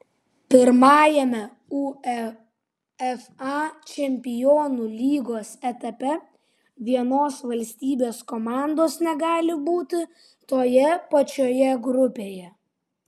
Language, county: Lithuanian, Vilnius